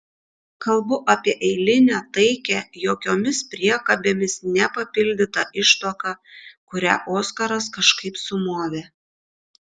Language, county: Lithuanian, Šiauliai